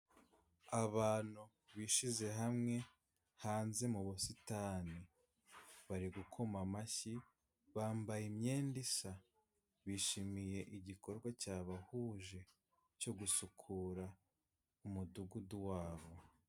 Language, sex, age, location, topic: Kinyarwanda, male, 25-35, Kigali, health